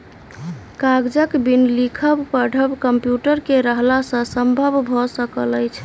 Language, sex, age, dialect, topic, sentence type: Maithili, male, 31-35, Southern/Standard, agriculture, statement